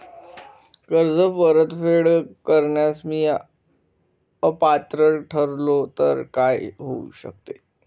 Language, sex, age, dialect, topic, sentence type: Marathi, male, 25-30, Standard Marathi, banking, question